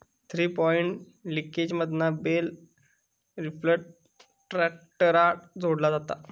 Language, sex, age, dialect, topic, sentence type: Marathi, male, 41-45, Southern Konkan, agriculture, statement